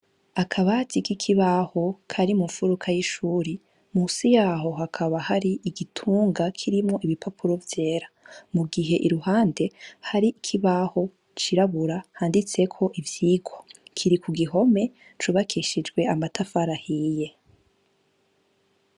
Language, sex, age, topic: Rundi, female, 18-24, education